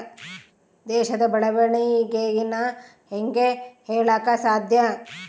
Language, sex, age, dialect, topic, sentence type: Kannada, female, 36-40, Central, banking, statement